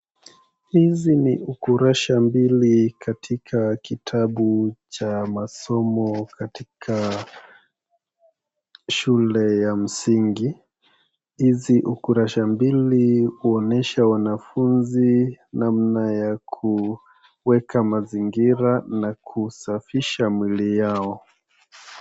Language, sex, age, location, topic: Swahili, male, 25-35, Wajir, education